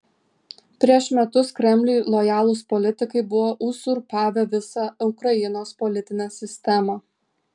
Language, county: Lithuanian, Kaunas